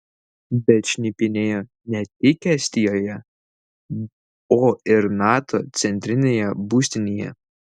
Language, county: Lithuanian, Šiauliai